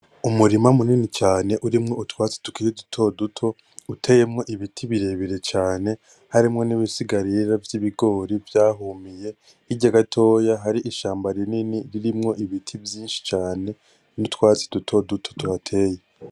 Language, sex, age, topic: Rundi, male, 18-24, agriculture